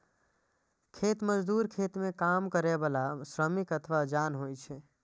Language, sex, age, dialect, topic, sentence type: Maithili, male, 25-30, Eastern / Thethi, agriculture, statement